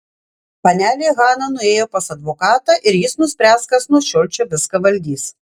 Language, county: Lithuanian, Klaipėda